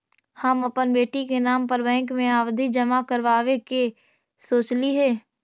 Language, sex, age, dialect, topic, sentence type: Magahi, female, 18-24, Central/Standard, agriculture, statement